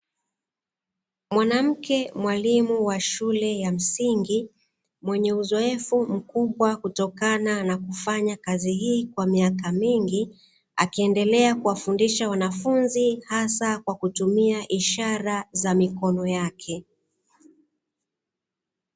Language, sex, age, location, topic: Swahili, female, 36-49, Dar es Salaam, education